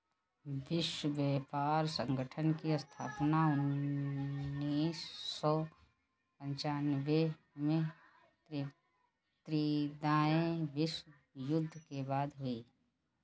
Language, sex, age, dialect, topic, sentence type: Hindi, female, 56-60, Kanauji Braj Bhasha, banking, statement